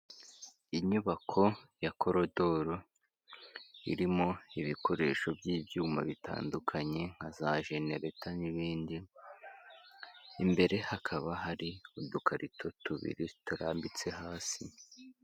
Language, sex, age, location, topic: Kinyarwanda, female, 25-35, Kigali, health